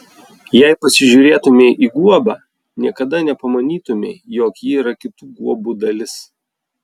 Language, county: Lithuanian, Vilnius